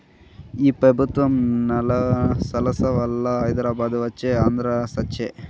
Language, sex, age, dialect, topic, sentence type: Telugu, male, 51-55, Southern, banking, statement